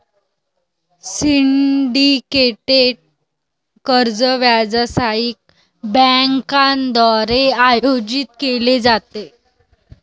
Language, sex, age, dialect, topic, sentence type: Marathi, female, 18-24, Varhadi, banking, statement